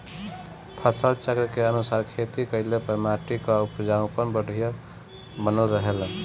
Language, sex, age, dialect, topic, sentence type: Bhojpuri, male, 25-30, Northern, agriculture, statement